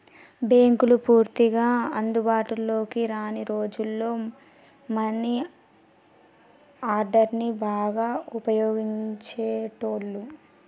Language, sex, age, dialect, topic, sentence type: Telugu, female, 18-24, Telangana, banking, statement